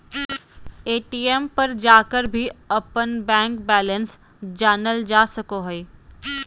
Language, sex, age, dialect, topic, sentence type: Magahi, female, 46-50, Southern, banking, statement